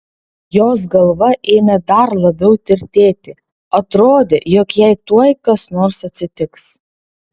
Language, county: Lithuanian, Vilnius